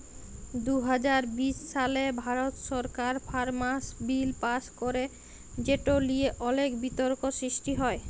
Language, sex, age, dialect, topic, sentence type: Bengali, female, 25-30, Jharkhandi, agriculture, statement